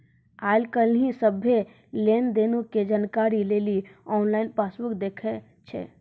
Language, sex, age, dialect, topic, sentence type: Maithili, female, 18-24, Angika, banking, statement